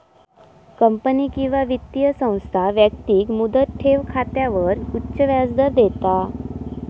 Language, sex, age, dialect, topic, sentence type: Marathi, female, 18-24, Southern Konkan, banking, statement